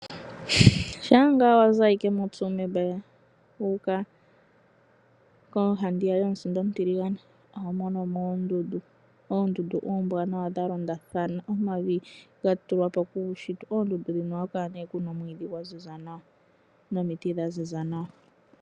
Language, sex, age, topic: Oshiwambo, female, 25-35, agriculture